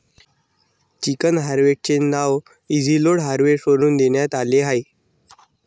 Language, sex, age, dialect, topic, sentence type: Marathi, male, 18-24, Varhadi, agriculture, statement